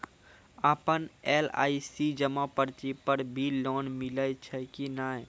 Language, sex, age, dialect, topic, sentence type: Maithili, male, 46-50, Angika, banking, question